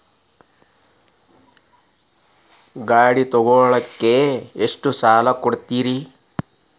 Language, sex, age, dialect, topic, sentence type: Kannada, male, 36-40, Dharwad Kannada, banking, question